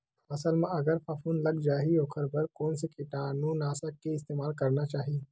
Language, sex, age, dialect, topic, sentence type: Chhattisgarhi, male, 18-24, Western/Budati/Khatahi, agriculture, question